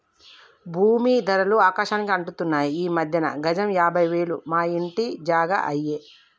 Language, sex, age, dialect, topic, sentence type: Telugu, female, 25-30, Telangana, agriculture, statement